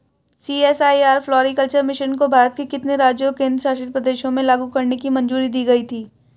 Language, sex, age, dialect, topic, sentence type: Hindi, male, 18-24, Hindustani Malvi Khadi Boli, banking, question